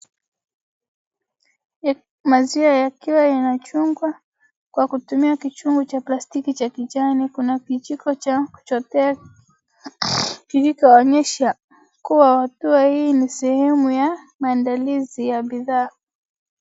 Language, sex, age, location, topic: Swahili, female, 36-49, Wajir, agriculture